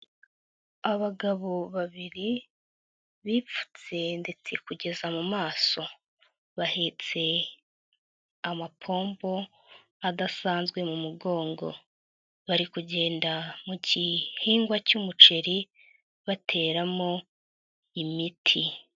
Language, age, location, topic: Kinyarwanda, 50+, Nyagatare, agriculture